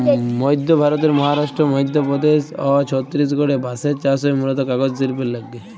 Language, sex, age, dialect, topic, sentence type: Bengali, male, 25-30, Jharkhandi, agriculture, statement